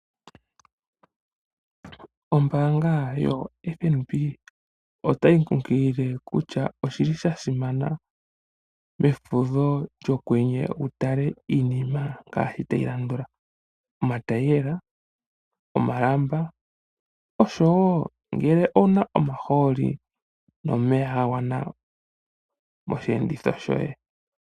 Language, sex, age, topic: Oshiwambo, male, 25-35, finance